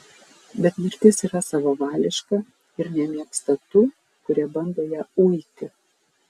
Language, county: Lithuanian, Vilnius